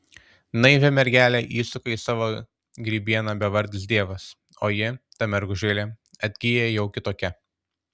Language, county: Lithuanian, Tauragė